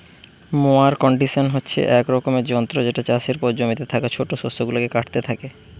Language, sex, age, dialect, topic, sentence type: Bengali, male, 25-30, Western, agriculture, statement